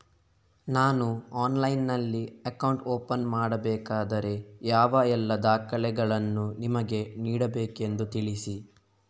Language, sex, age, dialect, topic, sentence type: Kannada, male, 18-24, Coastal/Dakshin, banking, question